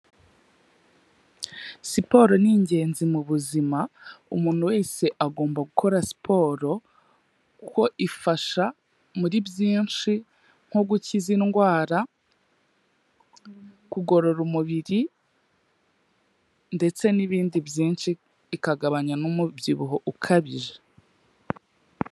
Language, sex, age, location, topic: Kinyarwanda, female, 18-24, Kigali, health